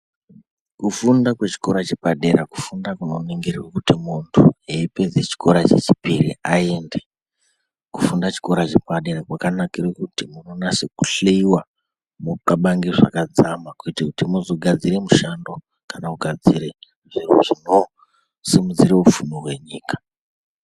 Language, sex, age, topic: Ndau, male, 18-24, education